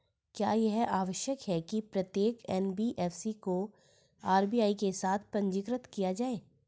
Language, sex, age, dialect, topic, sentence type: Hindi, female, 41-45, Hindustani Malvi Khadi Boli, banking, question